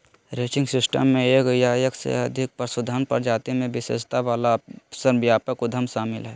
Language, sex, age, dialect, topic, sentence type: Magahi, male, 25-30, Southern, agriculture, statement